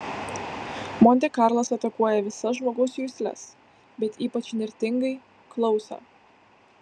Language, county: Lithuanian, Vilnius